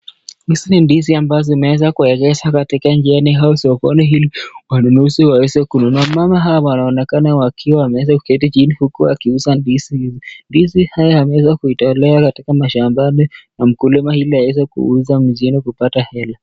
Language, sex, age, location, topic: Swahili, male, 25-35, Nakuru, agriculture